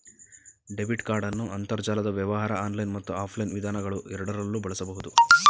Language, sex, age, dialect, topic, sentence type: Kannada, male, 31-35, Mysore Kannada, banking, statement